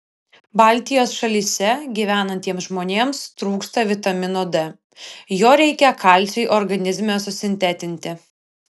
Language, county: Lithuanian, Vilnius